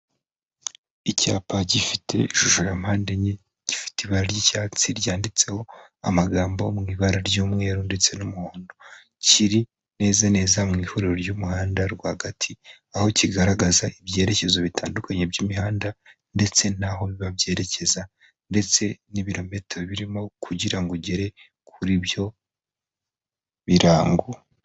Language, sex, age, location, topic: Kinyarwanda, male, 25-35, Kigali, government